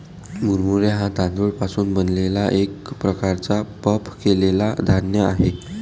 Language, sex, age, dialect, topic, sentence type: Marathi, male, 18-24, Varhadi, agriculture, statement